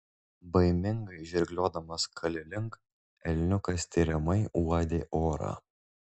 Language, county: Lithuanian, Šiauliai